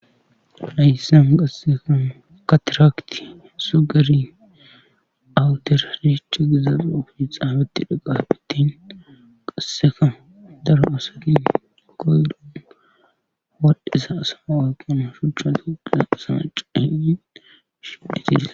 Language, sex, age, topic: Gamo, male, 25-35, government